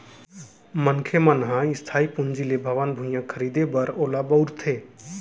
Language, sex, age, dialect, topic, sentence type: Chhattisgarhi, male, 18-24, Central, banking, statement